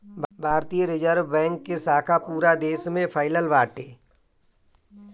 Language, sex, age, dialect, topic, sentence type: Bhojpuri, male, 41-45, Northern, banking, statement